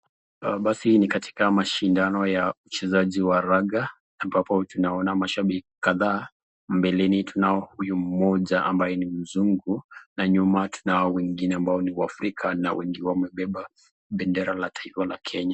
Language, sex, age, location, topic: Swahili, male, 25-35, Nakuru, government